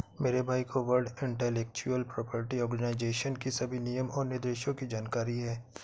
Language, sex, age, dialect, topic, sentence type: Hindi, male, 56-60, Awadhi Bundeli, banking, statement